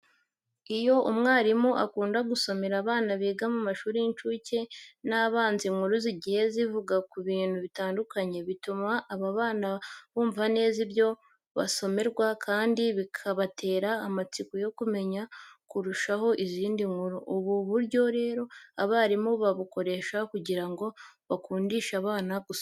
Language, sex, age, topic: Kinyarwanda, female, 18-24, education